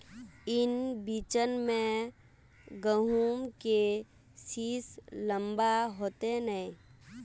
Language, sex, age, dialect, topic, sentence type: Magahi, female, 18-24, Northeastern/Surjapuri, agriculture, question